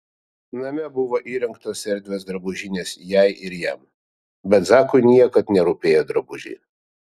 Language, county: Lithuanian, Vilnius